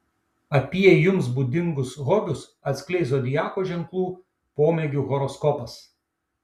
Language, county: Lithuanian, Šiauliai